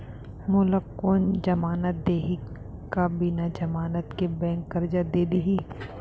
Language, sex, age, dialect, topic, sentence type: Chhattisgarhi, female, 25-30, Central, banking, question